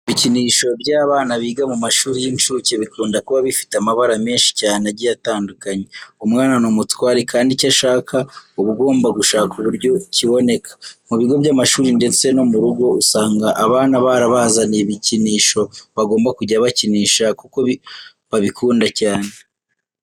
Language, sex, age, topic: Kinyarwanda, male, 18-24, education